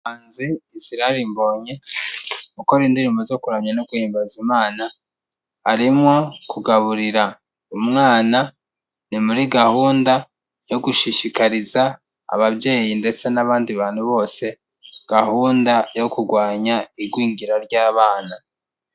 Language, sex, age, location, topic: Kinyarwanda, male, 25-35, Kigali, health